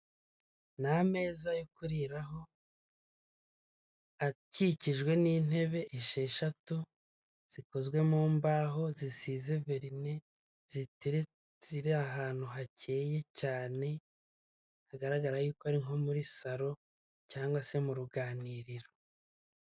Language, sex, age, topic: Kinyarwanda, male, 25-35, finance